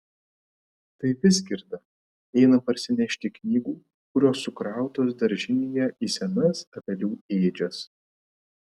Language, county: Lithuanian, Vilnius